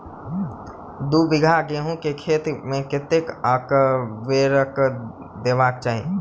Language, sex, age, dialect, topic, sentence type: Maithili, male, 18-24, Southern/Standard, agriculture, question